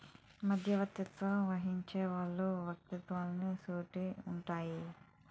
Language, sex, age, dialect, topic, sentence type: Telugu, female, 18-24, Utterandhra, banking, statement